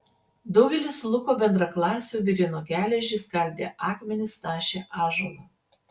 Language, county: Lithuanian, Panevėžys